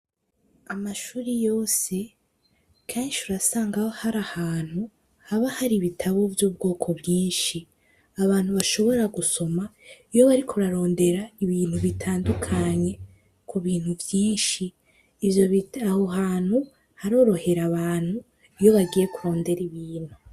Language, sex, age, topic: Rundi, female, 18-24, education